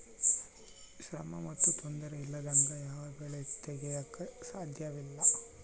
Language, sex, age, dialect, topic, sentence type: Kannada, male, 18-24, Central, agriculture, statement